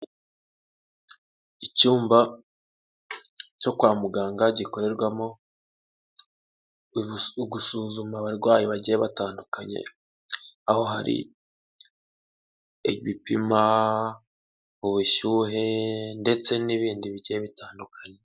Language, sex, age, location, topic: Kinyarwanda, male, 18-24, Huye, health